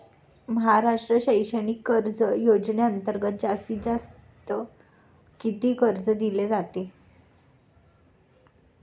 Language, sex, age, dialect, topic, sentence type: Marathi, female, 25-30, Standard Marathi, banking, question